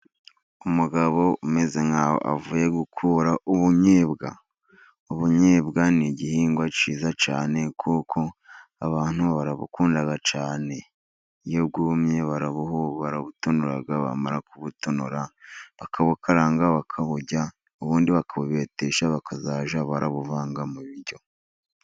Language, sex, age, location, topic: Kinyarwanda, male, 50+, Musanze, agriculture